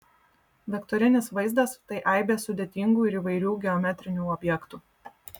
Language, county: Lithuanian, Vilnius